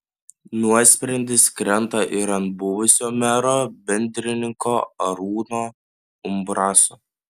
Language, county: Lithuanian, Panevėžys